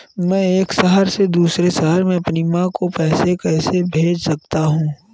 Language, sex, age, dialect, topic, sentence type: Hindi, male, 31-35, Awadhi Bundeli, banking, question